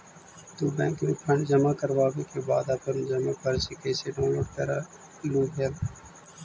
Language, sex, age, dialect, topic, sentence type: Magahi, male, 18-24, Central/Standard, agriculture, statement